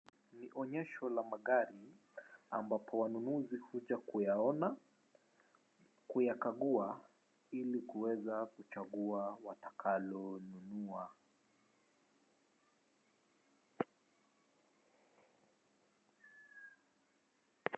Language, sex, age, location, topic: Swahili, male, 25-35, Wajir, finance